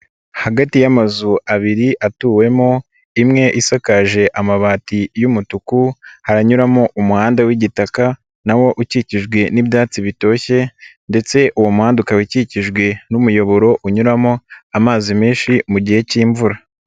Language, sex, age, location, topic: Kinyarwanda, male, 18-24, Nyagatare, government